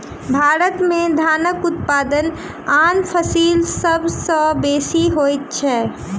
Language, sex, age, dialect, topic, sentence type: Maithili, female, 18-24, Southern/Standard, agriculture, statement